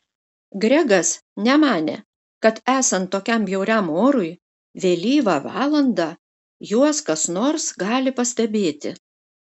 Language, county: Lithuanian, Šiauliai